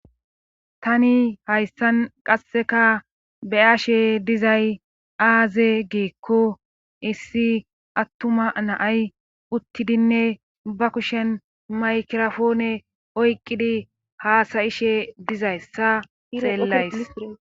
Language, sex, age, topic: Gamo, male, 25-35, government